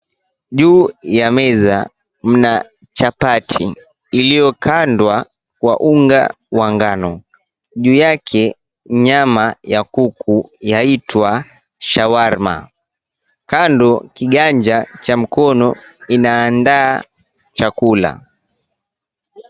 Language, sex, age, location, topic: Swahili, female, 18-24, Mombasa, agriculture